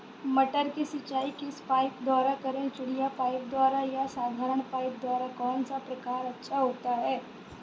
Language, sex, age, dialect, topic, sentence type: Hindi, female, 25-30, Awadhi Bundeli, agriculture, question